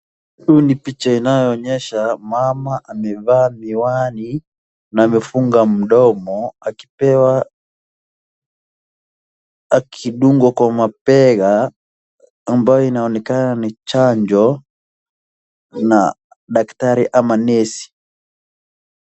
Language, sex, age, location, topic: Swahili, male, 25-35, Wajir, health